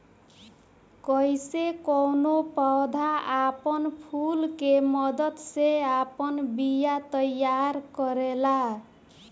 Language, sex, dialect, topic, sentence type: Bhojpuri, female, Southern / Standard, agriculture, statement